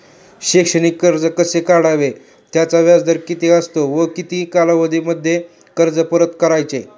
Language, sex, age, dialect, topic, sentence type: Marathi, male, 18-24, Standard Marathi, banking, question